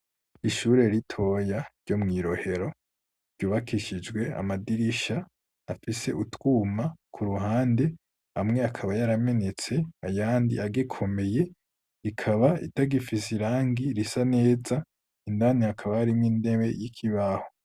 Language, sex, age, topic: Rundi, male, 18-24, education